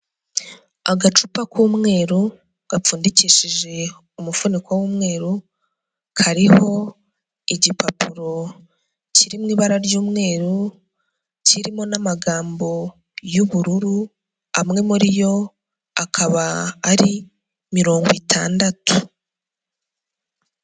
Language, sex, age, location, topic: Kinyarwanda, female, 25-35, Huye, health